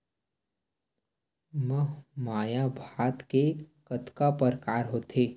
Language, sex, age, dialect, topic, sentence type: Chhattisgarhi, male, 18-24, Western/Budati/Khatahi, agriculture, question